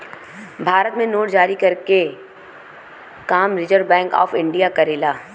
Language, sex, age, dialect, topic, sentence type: Bhojpuri, female, 25-30, Western, banking, statement